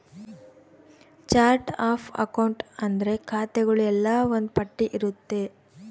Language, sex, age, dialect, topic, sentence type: Kannada, female, 18-24, Central, banking, statement